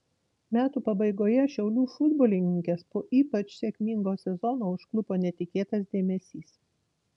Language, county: Lithuanian, Vilnius